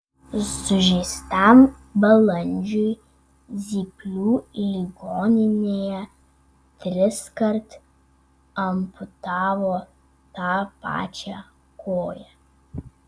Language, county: Lithuanian, Vilnius